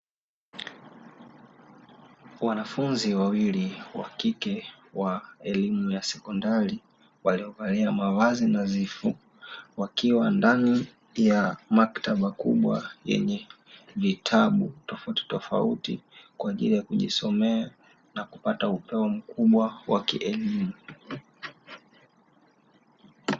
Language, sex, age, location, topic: Swahili, male, 18-24, Dar es Salaam, education